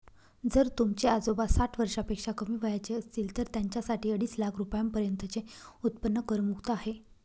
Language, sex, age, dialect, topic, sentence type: Marathi, female, 31-35, Northern Konkan, banking, statement